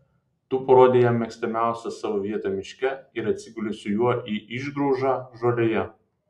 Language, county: Lithuanian, Vilnius